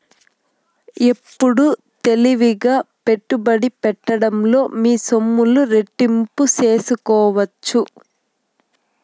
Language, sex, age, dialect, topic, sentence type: Telugu, female, 18-24, Southern, banking, statement